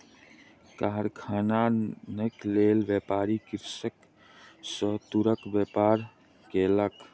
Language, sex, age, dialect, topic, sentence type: Maithili, male, 25-30, Southern/Standard, agriculture, statement